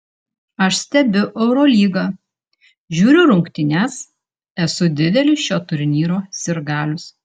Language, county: Lithuanian, Klaipėda